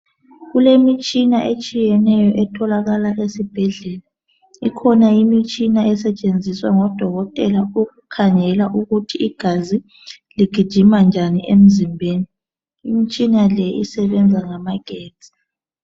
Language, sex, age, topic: North Ndebele, male, 36-49, health